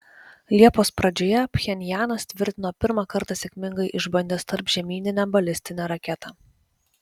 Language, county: Lithuanian, Vilnius